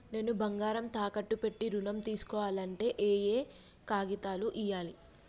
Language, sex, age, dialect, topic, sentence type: Telugu, female, 25-30, Telangana, banking, question